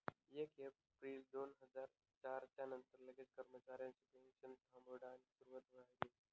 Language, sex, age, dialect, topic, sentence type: Marathi, male, 25-30, Northern Konkan, banking, statement